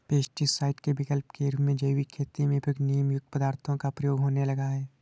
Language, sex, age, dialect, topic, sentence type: Hindi, male, 25-30, Awadhi Bundeli, agriculture, statement